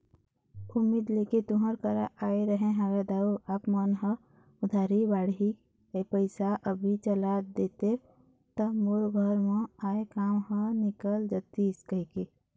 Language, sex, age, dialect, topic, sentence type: Chhattisgarhi, female, 31-35, Eastern, banking, statement